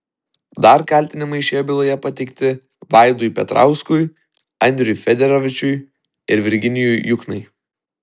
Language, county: Lithuanian, Vilnius